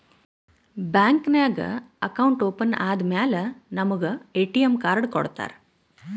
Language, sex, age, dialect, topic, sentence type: Kannada, female, 36-40, Northeastern, banking, statement